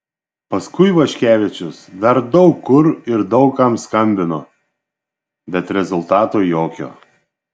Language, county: Lithuanian, Šiauliai